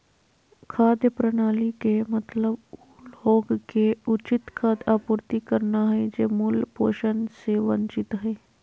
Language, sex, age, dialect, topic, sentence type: Magahi, female, 25-30, Southern, agriculture, statement